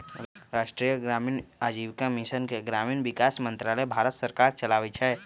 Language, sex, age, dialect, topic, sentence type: Magahi, male, 31-35, Western, banking, statement